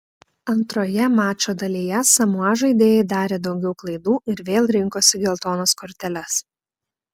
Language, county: Lithuanian, Klaipėda